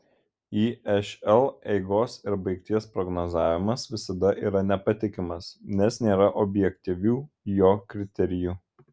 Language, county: Lithuanian, Šiauliai